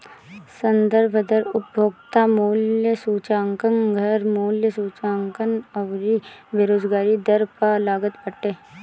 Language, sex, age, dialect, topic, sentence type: Bhojpuri, female, 18-24, Northern, banking, statement